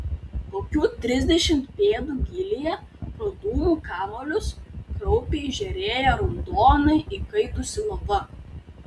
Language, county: Lithuanian, Tauragė